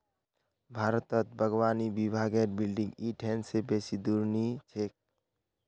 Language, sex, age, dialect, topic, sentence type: Magahi, male, 25-30, Northeastern/Surjapuri, agriculture, statement